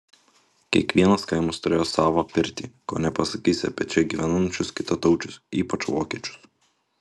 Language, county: Lithuanian, Utena